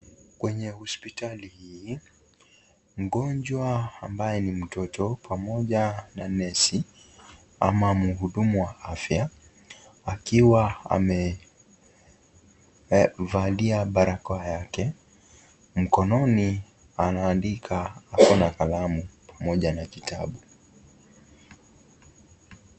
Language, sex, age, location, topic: Swahili, male, 25-35, Kisii, health